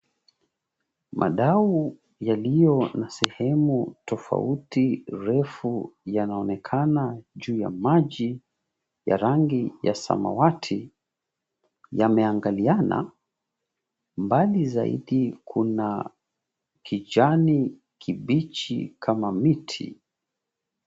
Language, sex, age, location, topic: Swahili, male, 36-49, Mombasa, government